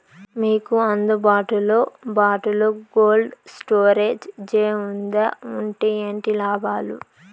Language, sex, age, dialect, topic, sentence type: Telugu, female, 18-24, Southern, agriculture, question